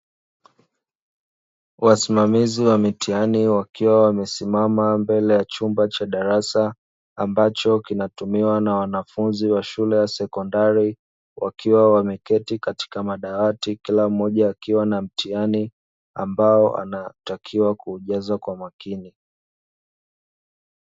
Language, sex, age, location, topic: Swahili, male, 25-35, Dar es Salaam, education